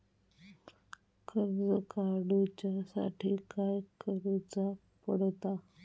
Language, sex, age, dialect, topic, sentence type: Marathi, male, 31-35, Southern Konkan, banking, question